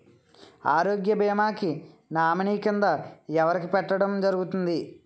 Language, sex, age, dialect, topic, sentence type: Telugu, male, 18-24, Utterandhra, banking, question